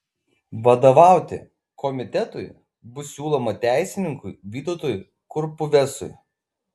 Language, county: Lithuanian, Kaunas